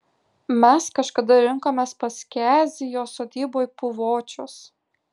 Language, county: Lithuanian, Kaunas